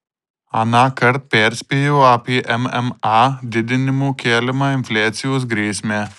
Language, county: Lithuanian, Marijampolė